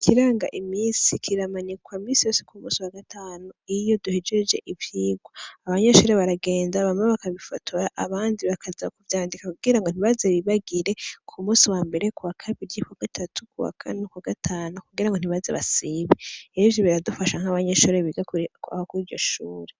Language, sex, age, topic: Rundi, female, 18-24, education